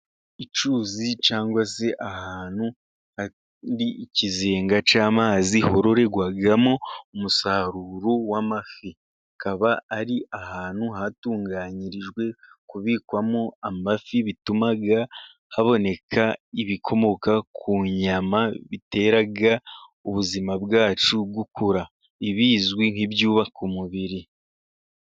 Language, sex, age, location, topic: Kinyarwanda, male, 18-24, Musanze, agriculture